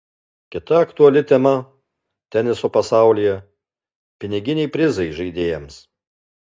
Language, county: Lithuanian, Alytus